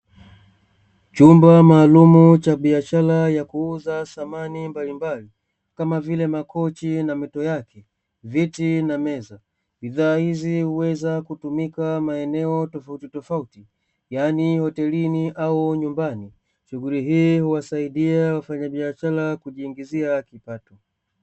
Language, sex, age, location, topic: Swahili, male, 25-35, Dar es Salaam, finance